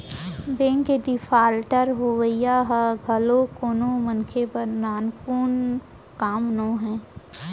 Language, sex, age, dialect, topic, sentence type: Chhattisgarhi, male, 60-100, Central, banking, statement